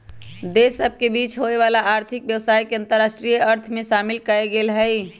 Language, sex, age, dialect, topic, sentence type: Magahi, female, 31-35, Western, banking, statement